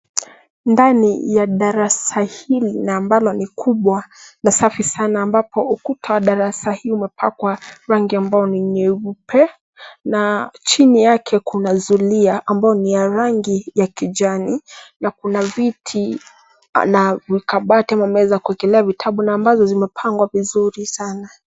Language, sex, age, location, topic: Swahili, female, 18-24, Nairobi, education